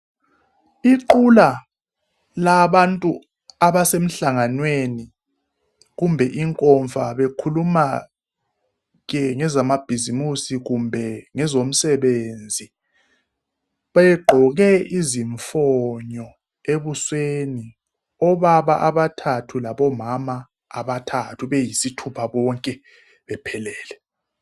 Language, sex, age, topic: North Ndebele, male, 36-49, health